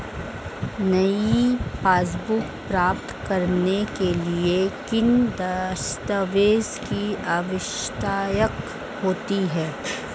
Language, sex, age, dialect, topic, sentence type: Hindi, female, 31-35, Marwari Dhudhari, banking, question